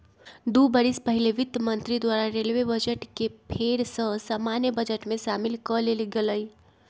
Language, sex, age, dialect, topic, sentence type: Magahi, female, 25-30, Western, banking, statement